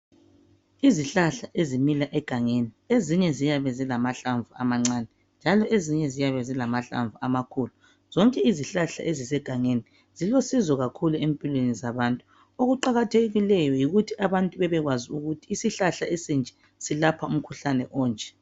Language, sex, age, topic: North Ndebele, male, 36-49, health